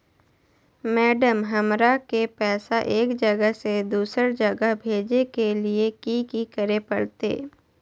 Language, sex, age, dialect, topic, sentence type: Magahi, female, 51-55, Southern, banking, question